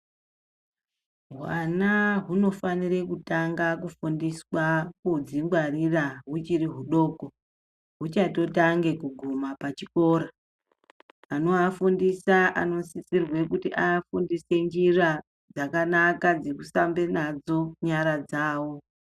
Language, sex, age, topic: Ndau, male, 25-35, education